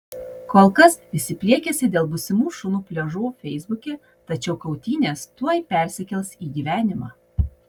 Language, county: Lithuanian, Utena